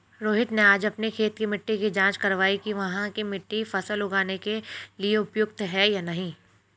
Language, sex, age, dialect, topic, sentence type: Hindi, female, 25-30, Hindustani Malvi Khadi Boli, agriculture, statement